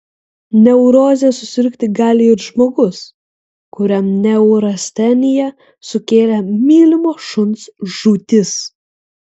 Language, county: Lithuanian, Kaunas